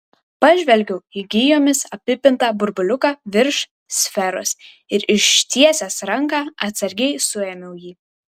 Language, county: Lithuanian, Vilnius